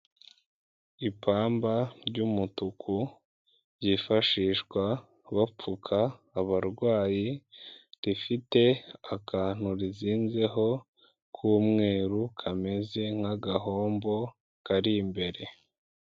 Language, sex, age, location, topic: Kinyarwanda, female, 18-24, Kigali, health